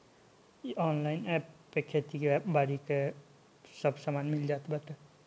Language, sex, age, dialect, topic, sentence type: Bhojpuri, male, 18-24, Northern, agriculture, statement